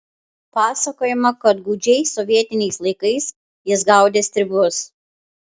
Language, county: Lithuanian, Panevėžys